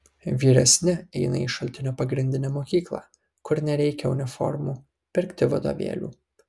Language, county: Lithuanian, Kaunas